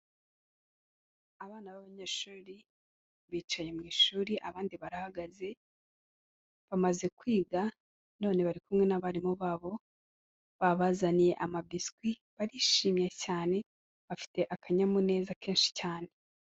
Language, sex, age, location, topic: Kinyarwanda, female, 18-24, Kigali, health